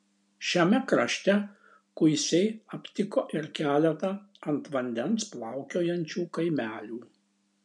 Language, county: Lithuanian, Šiauliai